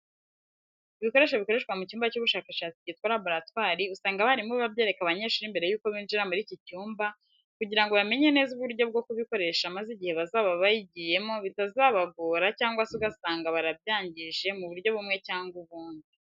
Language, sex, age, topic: Kinyarwanda, female, 18-24, education